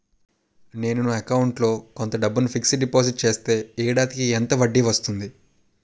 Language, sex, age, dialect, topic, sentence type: Telugu, male, 18-24, Utterandhra, banking, question